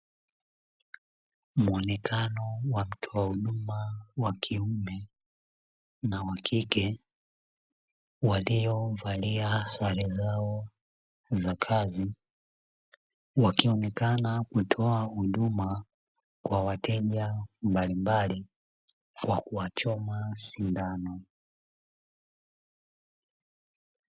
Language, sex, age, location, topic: Swahili, male, 25-35, Dar es Salaam, health